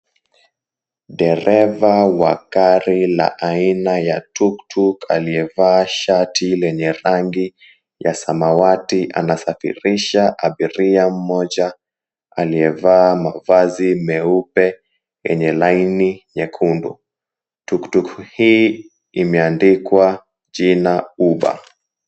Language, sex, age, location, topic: Swahili, male, 18-24, Mombasa, government